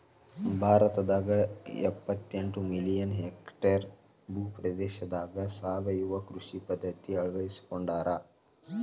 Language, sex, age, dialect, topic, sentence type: Kannada, male, 18-24, Dharwad Kannada, agriculture, statement